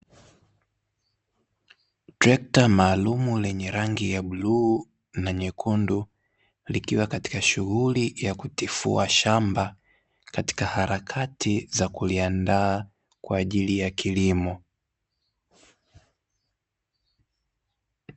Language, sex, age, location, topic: Swahili, male, 18-24, Dar es Salaam, agriculture